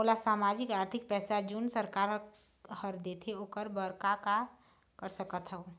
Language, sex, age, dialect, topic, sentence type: Chhattisgarhi, female, 46-50, Eastern, banking, question